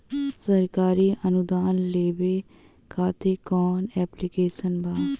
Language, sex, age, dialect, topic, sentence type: Bhojpuri, female, 18-24, Western, agriculture, question